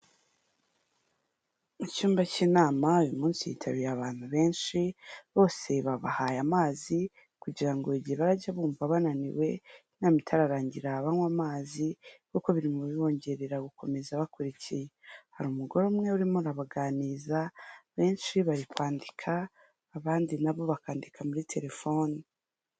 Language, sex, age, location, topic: Kinyarwanda, female, 25-35, Huye, health